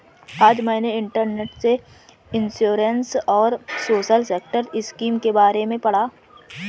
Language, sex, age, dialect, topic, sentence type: Hindi, female, 25-30, Marwari Dhudhari, banking, statement